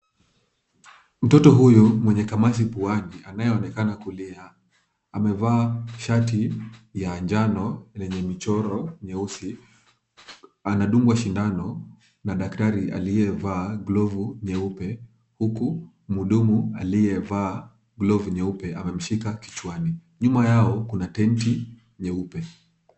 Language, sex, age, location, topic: Swahili, male, 25-35, Kisumu, health